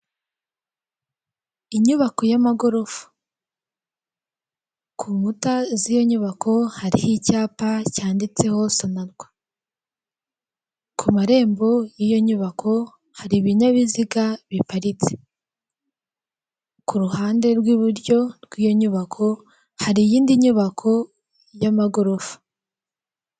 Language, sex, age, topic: Kinyarwanda, female, 18-24, finance